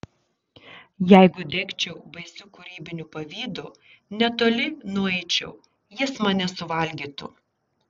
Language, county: Lithuanian, Šiauliai